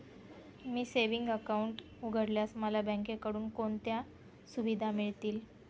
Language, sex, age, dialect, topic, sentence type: Marathi, female, 18-24, Northern Konkan, banking, question